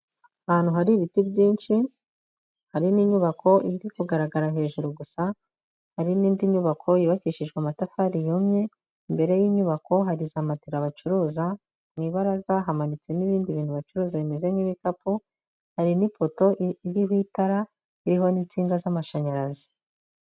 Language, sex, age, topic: Kinyarwanda, female, 25-35, government